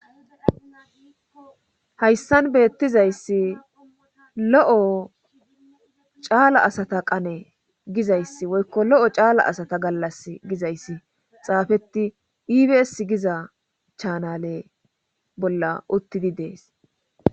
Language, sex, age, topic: Gamo, female, 25-35, government